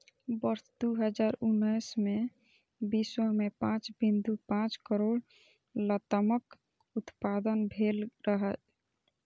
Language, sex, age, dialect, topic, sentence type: Maithili, female, 25-30, Eastern / Thethi, agriculture, statement